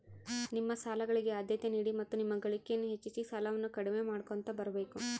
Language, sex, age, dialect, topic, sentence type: Kannada, female, 25-30, Central, banking, statement